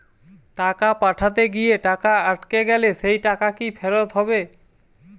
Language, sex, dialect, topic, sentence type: Bengali, male, Western, banking, question